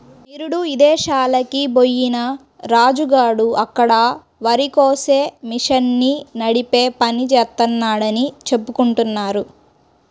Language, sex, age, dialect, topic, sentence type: Telugu, female, 31-35, Central/Coastal, agriculture, statement